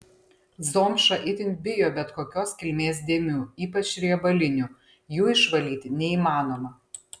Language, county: Lithuanian, Panevėžys